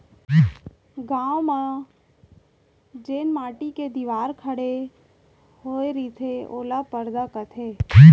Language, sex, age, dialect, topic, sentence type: Chhattisgarhi, female, 18-24, Central, agriculture, statement